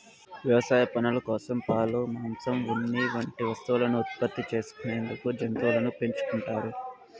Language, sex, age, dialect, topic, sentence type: Telugu, male, 46-50, Southern, agriculture, statement